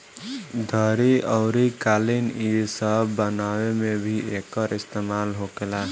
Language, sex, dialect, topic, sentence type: Bhojpuri, male, Southern / Standard, agriculture, statement